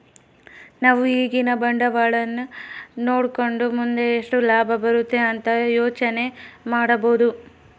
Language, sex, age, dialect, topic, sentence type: Kannada, female, 18-24, Central, banking, statement